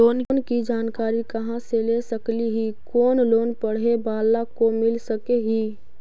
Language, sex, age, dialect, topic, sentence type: Magahi, female, 18-24, Central/Standard, banking, question